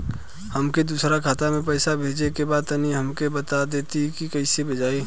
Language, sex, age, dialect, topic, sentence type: Bhojpuri, male, 25-30, Western, banking, question